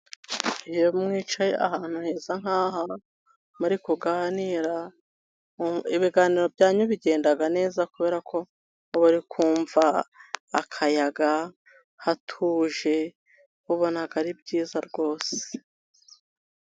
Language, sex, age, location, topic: Kinyarwanda, female, 36-49, Musanze, government